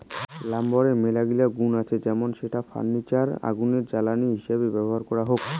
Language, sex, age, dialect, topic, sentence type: Bengali, male, 18-24, Rajbangshi, agriculture, statement